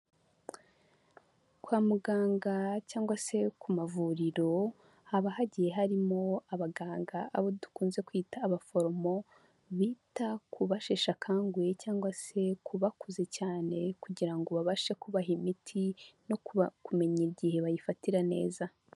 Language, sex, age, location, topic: Kinyarwanda, female, 25-35, Huye, health